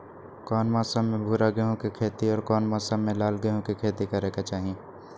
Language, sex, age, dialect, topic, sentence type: Magahi, male, 25-30, Western, agriculture, question